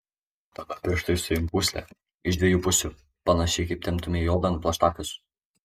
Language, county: Lithuanian, Kaunas